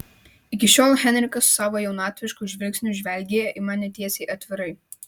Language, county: Lithuanian, Vilnius